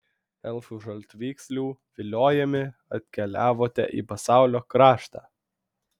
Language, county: Lithuanian, Vilnius